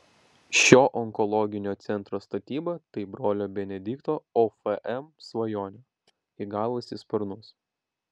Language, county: Lithuanian, Vilnius